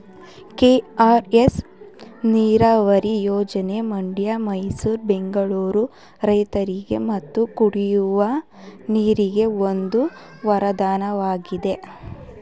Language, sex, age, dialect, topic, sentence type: Kannada, female, 18-24, Mysore Kannada, agriculture, statement